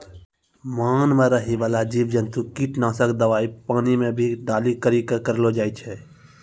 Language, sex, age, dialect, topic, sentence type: Maithili, male, 18-24, Angika, agriculture, statement